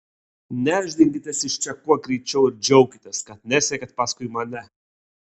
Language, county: Lithuanian, Klaipėda